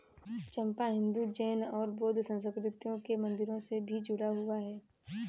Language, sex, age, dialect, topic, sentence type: Hindi, female, 25-30, Kanauji Braj Bhasha, agriculture, statement